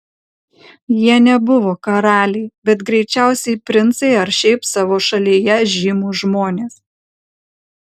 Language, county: Lithuanian, Kaunas